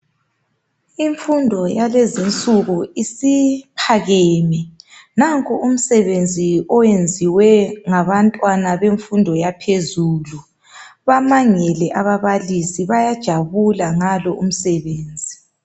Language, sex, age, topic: North Ndebele, male, 18-24, education